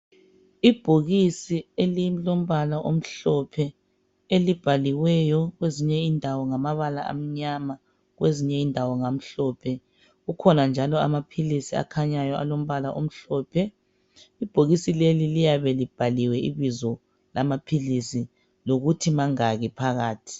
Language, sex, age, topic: North Ndebele, female, 36-49, health